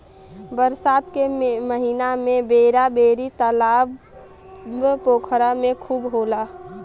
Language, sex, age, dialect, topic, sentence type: Bhojpuri, female, 18-24, Western, agriculture, statement